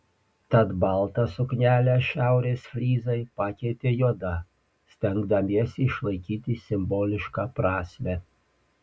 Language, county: Lithuanian, Panevėžys